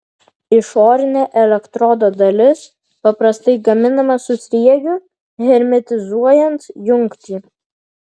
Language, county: Lithuanian, Vilnius